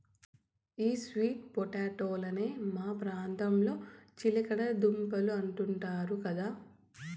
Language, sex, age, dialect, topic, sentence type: Telugu, female, 18-24, Southern, agriculture, statement